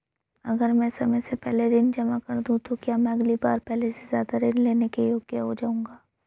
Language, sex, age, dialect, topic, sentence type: Hindi, male, 18-24, Hindustani Malvi Khadi Boli, banking, question